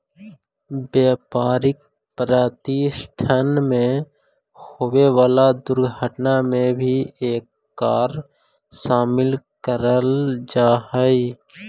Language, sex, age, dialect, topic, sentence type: Magahi, male, 18-24, Central/Standard, banking, statement